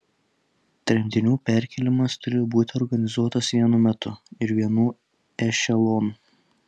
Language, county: Lithuanian, Telšiai